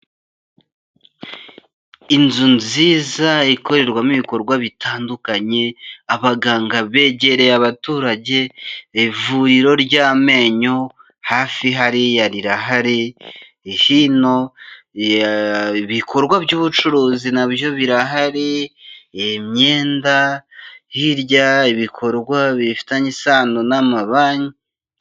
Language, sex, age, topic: Kinyarwanda, male, 25-35, health